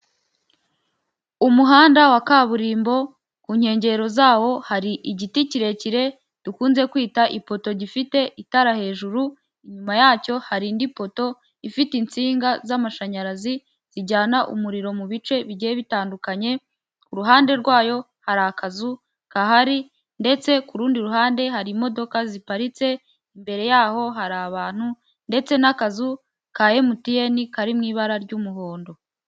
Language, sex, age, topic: Kinyarwanda, female, 18-24, government